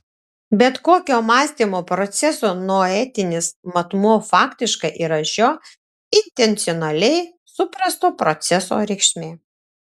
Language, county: Lithuanian, Šiauliai